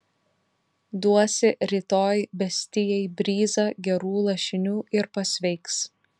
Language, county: Lithuanian, Šiauliai